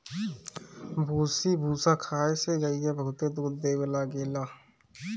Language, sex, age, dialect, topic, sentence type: Bhojpuri, male, 18-24, Northern, agriculture, statement